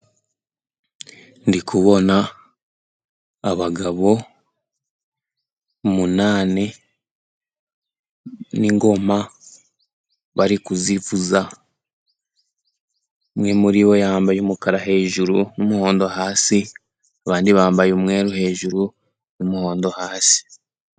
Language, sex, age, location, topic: Kinyarwanda, male, 18-24, Musanze, government